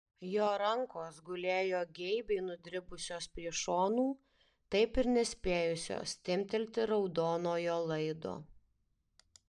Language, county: Lithuanian, Alytus